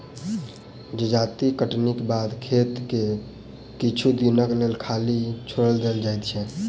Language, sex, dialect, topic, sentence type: Maithili, male, Southern/Standard, agriculture, statement